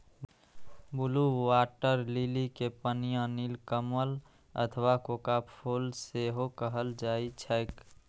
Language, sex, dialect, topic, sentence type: Maithili, male, Eastern / Thethi, agriculture, statement